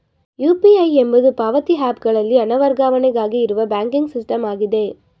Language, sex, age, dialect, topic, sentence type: Kannada, female, 18-24, Mysore Kannada, banking, statement